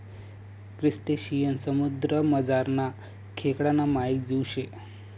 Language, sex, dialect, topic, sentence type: Marathi, male, Northern Konkan, agriculture, statement